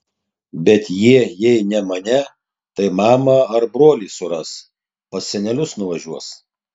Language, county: Lithuanian, Tauragė